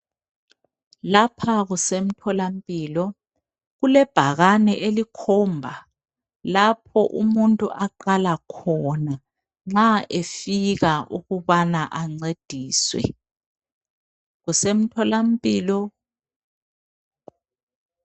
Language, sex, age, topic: North Ndebele, female, 36-49, health